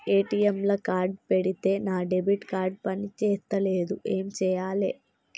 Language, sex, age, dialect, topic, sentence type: Telugu, female, 25-30, Telangana, banking, question